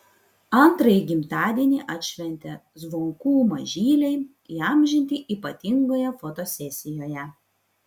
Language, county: Lithuanian, Vilnius